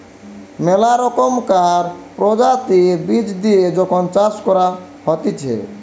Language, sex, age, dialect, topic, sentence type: Bengali, male, 18-24, Western, agriculture, statement